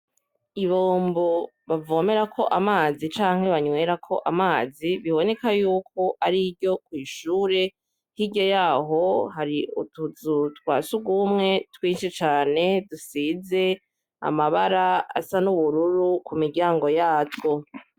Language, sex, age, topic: Rundi, male, 36-49, education